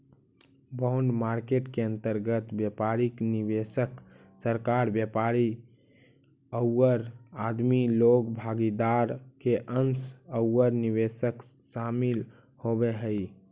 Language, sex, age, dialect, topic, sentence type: Magahi, male, 18-24, Central/Standard, banking, statement